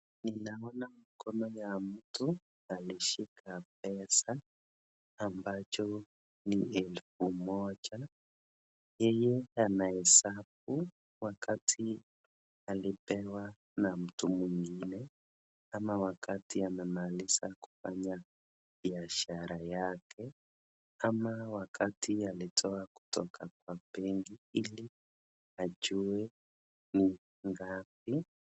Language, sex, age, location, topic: Swahili, male, 25-35, Nakuru, finance